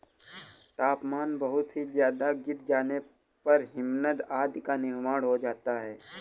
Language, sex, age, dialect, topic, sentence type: Hindi, male, 18-24, Awadhi Bundeli, agriculture, statement